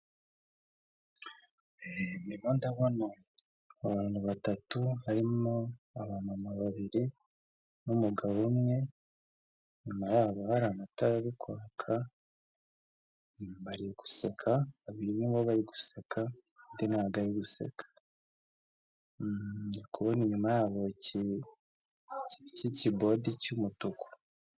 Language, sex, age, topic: Kinyarwanda, male, 25-35, government